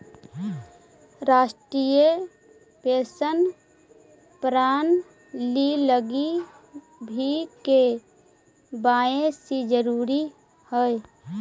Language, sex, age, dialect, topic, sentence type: Magahi, female, 25-30, Central/Standard, agriculture, statement